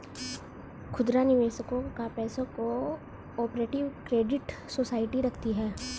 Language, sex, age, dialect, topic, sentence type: Hindi, male, 36-40, Hindustani Malvi Khadi Boli, banking, statement